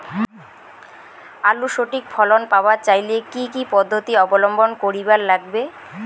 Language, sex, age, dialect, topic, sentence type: Bengali, female, 18-24, Rajbangshi, agriculture, question